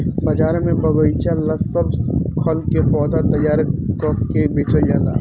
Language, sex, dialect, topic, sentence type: Bhojpuri, male, Southern / Standard, agriculture, statement